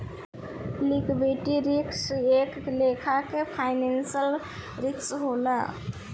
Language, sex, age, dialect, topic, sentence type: Bhojpuri, female, 18-24, Southern / Standard, banking, statement